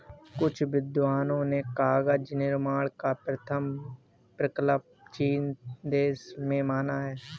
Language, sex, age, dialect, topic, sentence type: Hindi, male, 18-24, Marwari Dhudhari, agriculture, statement